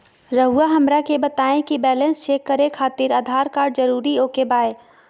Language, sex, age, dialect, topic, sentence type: Magahi, female, 25-30, Southern, banking, question